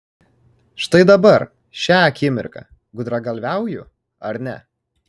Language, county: Lithuanian, Kaunas